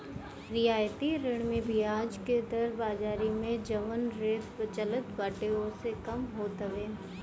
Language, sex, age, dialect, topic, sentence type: Bhojpuri, female, 18-24, Northern, banking, statement